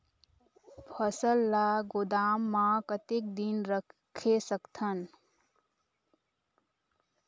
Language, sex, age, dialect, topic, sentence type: Chhattisgarhi, female, 18-24, Northern/Bhandar, agriculture, question